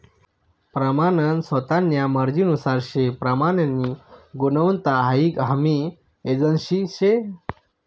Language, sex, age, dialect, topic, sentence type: Marathi, male, 31-35, Northern Konkan, agriculture, statement